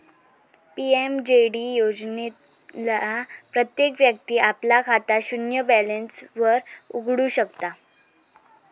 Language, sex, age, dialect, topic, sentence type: Marathi, female, 18-24, Southern Konkan, banking, statement